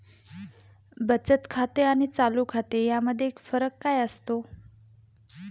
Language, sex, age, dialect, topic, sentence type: Marathi, female, 25-30, Standard Marathi, banking, question